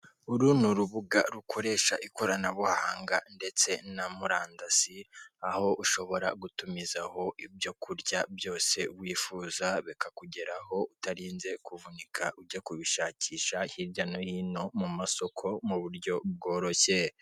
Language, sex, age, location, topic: Kinyarwanda, female, 36-49, Kigali, finance